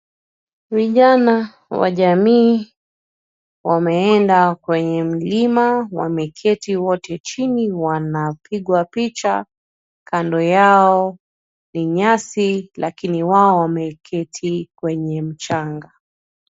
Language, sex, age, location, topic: Swahili, female, 36-49, Nairobi, education